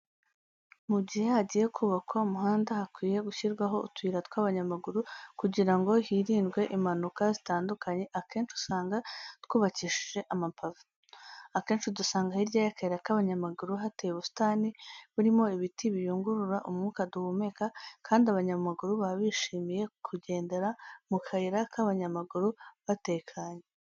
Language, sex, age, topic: Kinyarwanda, female, 18-24, education